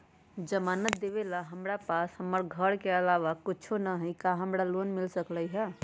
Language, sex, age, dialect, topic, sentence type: Magahi, female, 31-35, Western, banking, question